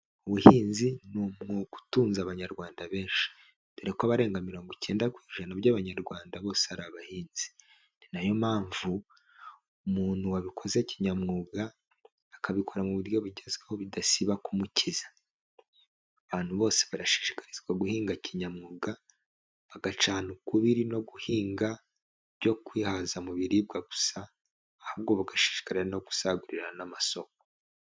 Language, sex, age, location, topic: Kinyarwanda, male, 25-35, Huye, agriculture